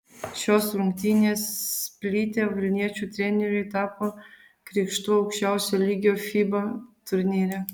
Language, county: Lithuanian, Vilnius